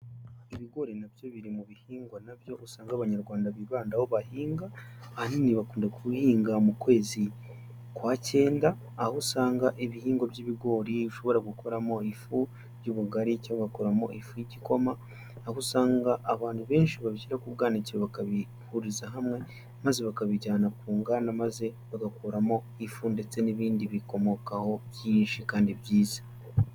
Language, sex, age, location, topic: Kinyarwanda, male, 18-24, Huye, agriculture